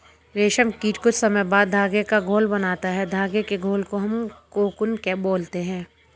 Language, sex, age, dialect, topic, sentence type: Hindi, female, 25-30, Hindustani Malvi Khadi Boli, agriculture, statement